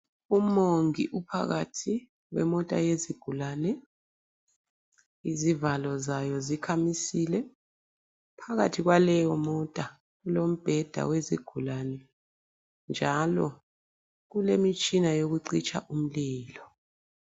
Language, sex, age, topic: North Ndebele, female, 36-49, health